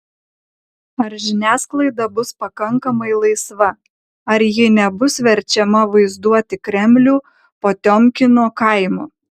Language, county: Lithuanian, Kaunas